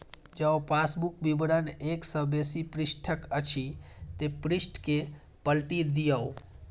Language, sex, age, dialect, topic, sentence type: Maithili, female, 31-35, Eastern / Thethi, banking, statement